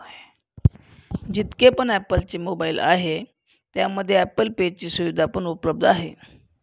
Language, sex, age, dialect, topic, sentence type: Marathi, male, 25-30, Northern Konkan, banking, statement